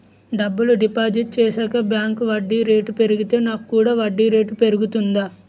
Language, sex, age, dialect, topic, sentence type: Telugu, male, 25-30, Utterandhra, banking, question